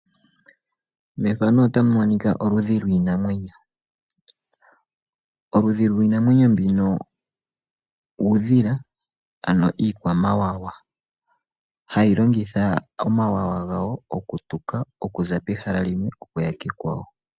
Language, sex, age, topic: Oshiwambo, male, 25-35, agriculture